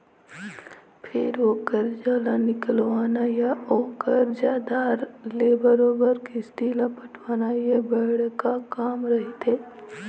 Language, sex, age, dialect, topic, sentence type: Chhattisgarhi, female, 18-24, Eastern, banking, statement